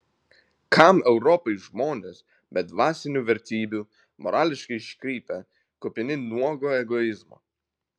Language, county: Lithuanian, Vilnius